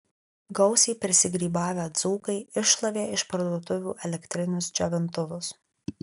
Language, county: Lithuanian, Alytus